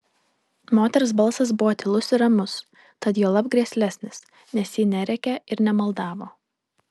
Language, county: Lithuanian, Vilnius